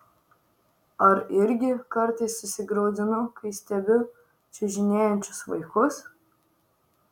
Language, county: Lithuanian, Vilnius